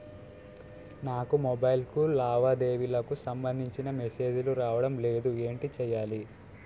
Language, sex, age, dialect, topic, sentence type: Telugu, male, 18-24, Utterandhra, banking, question